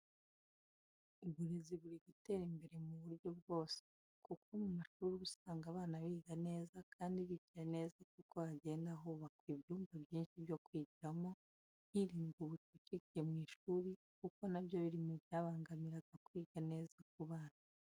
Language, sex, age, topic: Kinyarwanda, female, 25-35, education